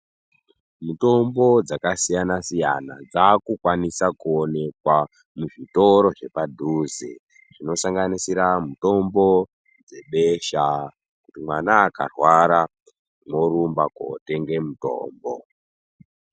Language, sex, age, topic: Ndau, male, 18-24, health